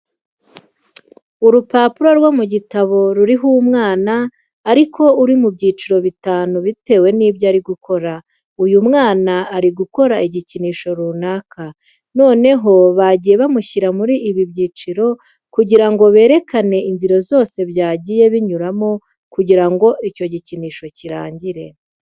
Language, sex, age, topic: Kinyarwanda, female, 25-35, education